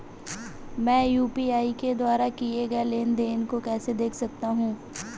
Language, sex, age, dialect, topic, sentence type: Hindi, female, 46-50, Marwari Dhudhari, banking, question